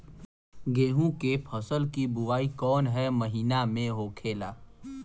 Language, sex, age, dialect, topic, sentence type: Bhojpuri, male, 18-24, Western, agriculture, question